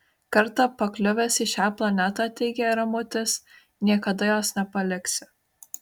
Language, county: Lithuanian, Kaunas